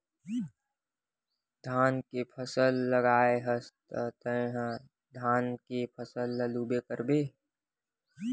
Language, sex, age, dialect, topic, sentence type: Chhattisgarhi, male, 25-30, Western/Budati/Khatahi, agriculture, statement